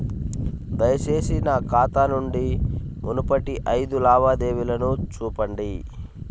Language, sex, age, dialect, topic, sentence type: Telugu, male, 25-30, Central/Coastal, banking, statement